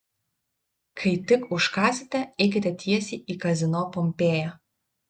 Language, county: Lithuanian, Vilnius